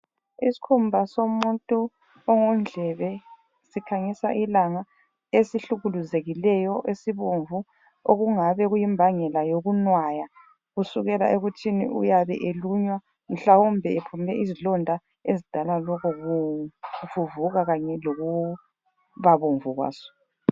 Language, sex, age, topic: North Ndebele, female, 25-35, health